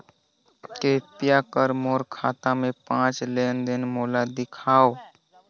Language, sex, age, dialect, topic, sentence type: Chhattisgarhi, male, 18-24, Northern/Bhandar, banking, statement